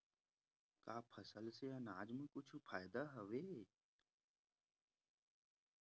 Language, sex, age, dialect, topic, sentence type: Chhattisgarhi, male, 18-24, Western/Budati/Khatahi, agriculture, question